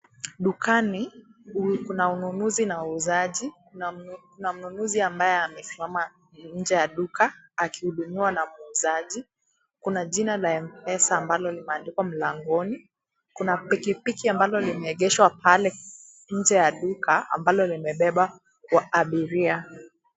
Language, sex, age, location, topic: Swahili, female, 18-24, Kisii, finance